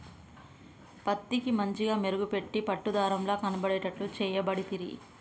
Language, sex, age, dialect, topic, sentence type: Telugu, female, 18-24, Telangana, agriculture, statement